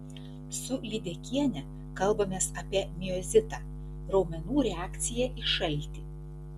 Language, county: Lithuanian, Klaipėda